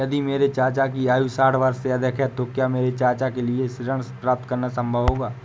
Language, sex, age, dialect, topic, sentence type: Hindi, male, 18-24, Awadhi Bundeli, banking, statement